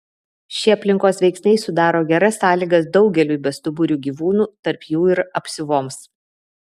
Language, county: Lithuanian, Vilnius